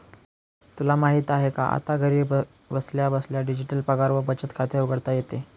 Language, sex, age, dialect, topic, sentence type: Marathi, male, 18-24, Northern Konkan, banking, statement